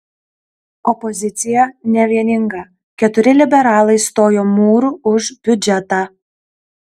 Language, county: Lithuanian, Kaunas